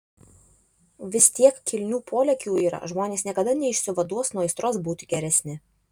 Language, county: Lithuanian, Alytus